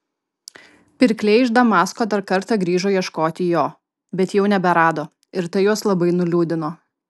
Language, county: Lithuanian, Kaunas